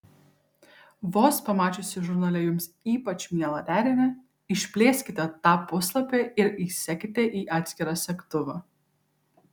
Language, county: Lithuanian, Kaunas